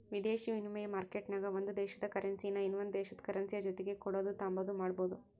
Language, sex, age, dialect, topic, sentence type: Kannada, female, 18-24, Central, banking, statement